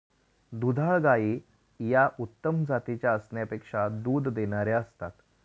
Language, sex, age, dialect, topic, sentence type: Marathi, male, 36-40, Standard Marathi, agriculture, statement